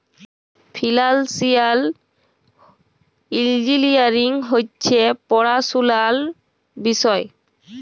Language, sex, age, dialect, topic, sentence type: Bengali, female, 18-24, Jharkhandi, banking, statement